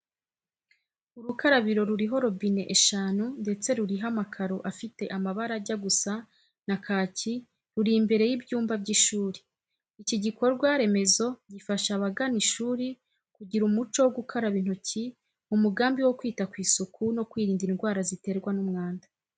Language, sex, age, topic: Kinyarwanda, female, 25-35, education